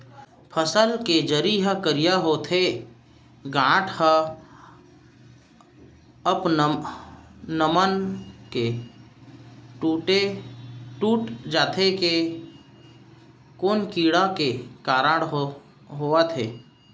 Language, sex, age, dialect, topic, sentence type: Chhattisgarhi, male, 31-35, Central, agriculture, question